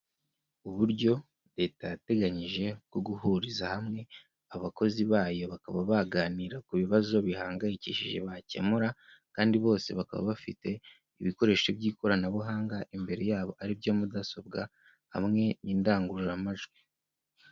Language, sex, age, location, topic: Kinyarwanda, male, 18-24, Kigali, government